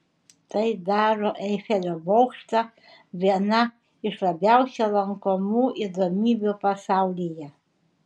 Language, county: Lithuanian, Šiauliai